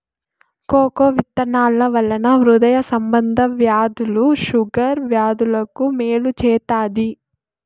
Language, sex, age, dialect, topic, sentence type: Telugu, female, 25-30, Southern, agriculture, statement